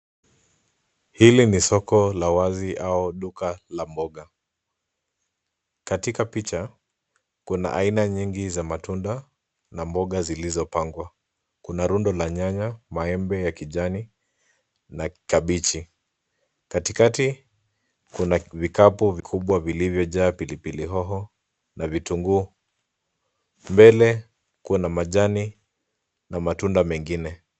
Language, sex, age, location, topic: Swahili, male, 25-35, Nairobi, agriculture